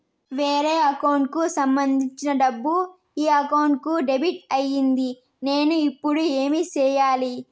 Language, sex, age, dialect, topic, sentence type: Telugu, female, 18-24, Southern, banking, question